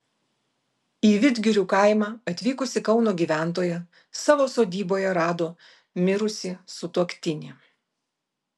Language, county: Lithuanian, Vilnius